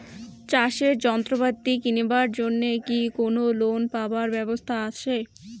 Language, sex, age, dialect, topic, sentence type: Bengali, female, <18, Rajbangshi, agriculture, question